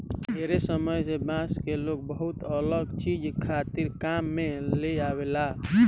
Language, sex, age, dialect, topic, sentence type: Bhojpuri, male, 18-24, Southern / Standard, agriculture, statement